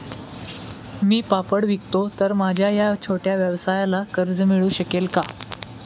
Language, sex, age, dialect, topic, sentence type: Marathi, male, 18-24, Standard Marathi, banking, question